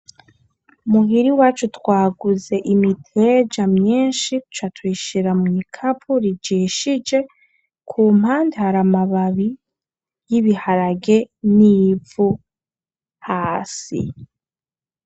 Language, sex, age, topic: Rundi, female, 18-24, agriculture